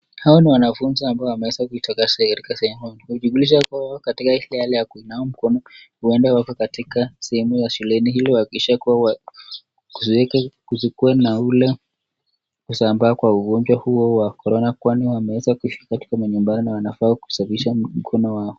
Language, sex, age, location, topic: Swahili, male, 36-49, Nakuru, health